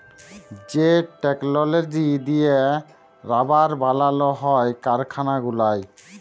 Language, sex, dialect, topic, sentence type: Bengali, male, Jharkhandi, agriculture, statement